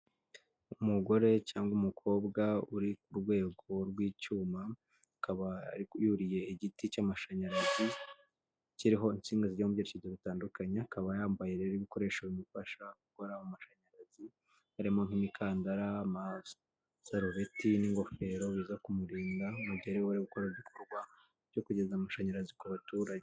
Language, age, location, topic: Kinyarwanda, 25-35, Kigali, government